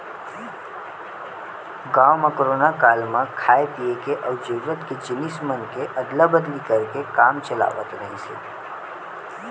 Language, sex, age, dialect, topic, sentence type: Chhattisgarhi, male, 18-24, Western/Budati/Khatahi, banking, statement